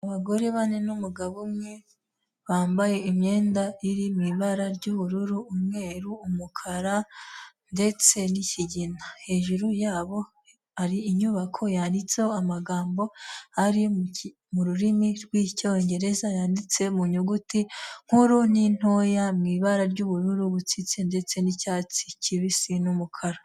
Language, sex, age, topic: Kinyarwanda, female, 18-24, health